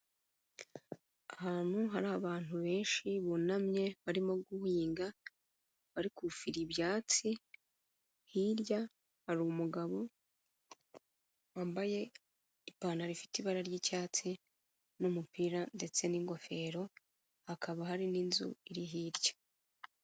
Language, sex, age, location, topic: Kinyarwanda, female, 36-49, Kigali, agriculture